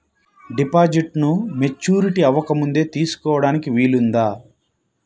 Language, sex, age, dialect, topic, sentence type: Telugu, male, 25-30, Central/Coastal, banking, question